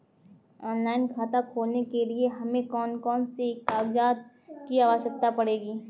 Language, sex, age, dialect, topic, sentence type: Hindi, female, 18-24, Kanauji Braj Bhasha, banking, question